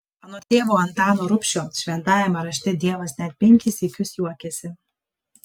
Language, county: Lithuanian, Kaunas